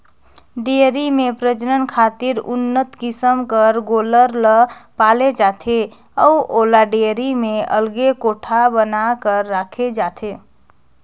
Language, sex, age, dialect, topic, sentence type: Chhattisgarhi, female, 18-24, Northern/Bhandar, agriculture, statement